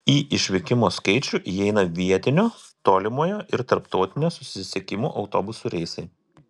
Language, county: Lithuanian, Telšiai